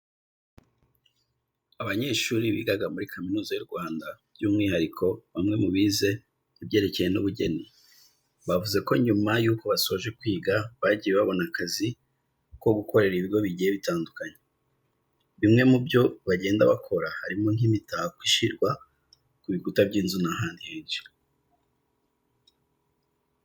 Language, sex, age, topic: Kinyarwanda, male, 25-35, education